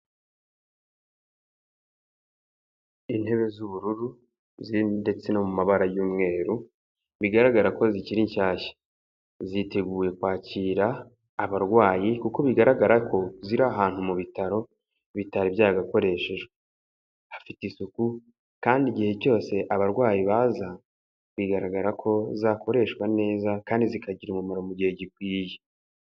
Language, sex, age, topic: Kinyarwanda, male, 18-24, health